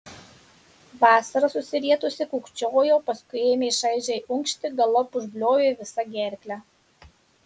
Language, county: Lithuanian, Marijampolė